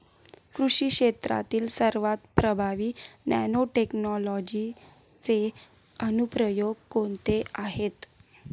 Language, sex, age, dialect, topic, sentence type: Marathi, female, 18-24, Standard Marathi, agriculture, question